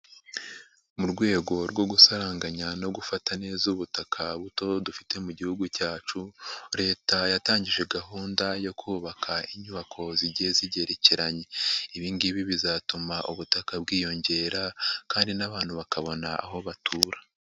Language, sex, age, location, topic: Kinyarwanda, male, 50+, Nyagatare, education